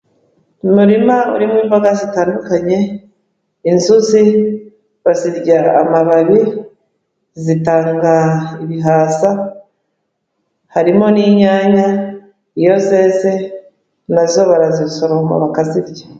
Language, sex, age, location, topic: Kinyarwanda, female, 36-49, Kigali, agriculture